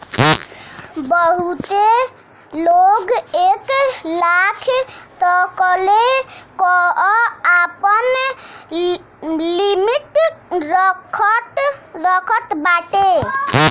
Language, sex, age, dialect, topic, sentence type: Bhojpuri, female, 25-30, Northern, banking, statement